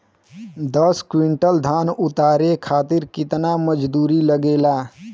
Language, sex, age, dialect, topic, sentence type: Bhojpuri, male, 18-24, Western, agriculture, question